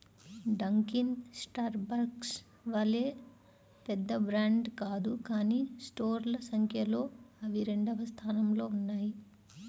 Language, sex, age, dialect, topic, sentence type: Telugu, male, 25-30, Central/Coastal, agriculture, statement